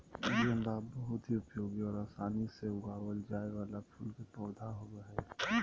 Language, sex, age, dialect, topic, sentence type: Magahi, male, 31-35, Southern, agriculture, statement